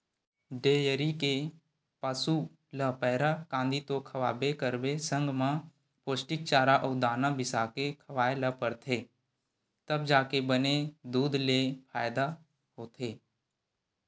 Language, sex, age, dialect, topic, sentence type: Chhattisgarhi, male, 18-24, Western/Budati/Khatahi, agriculture, statement